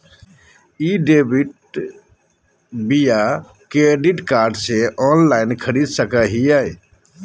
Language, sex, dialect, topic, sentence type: Magahi, male, Southern, banking, question